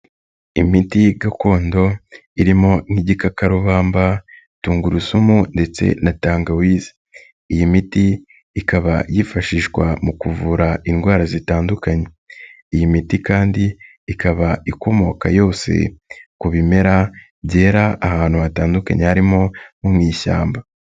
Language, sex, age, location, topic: Kinyarwanda, male, 25-35, Nyagatare, health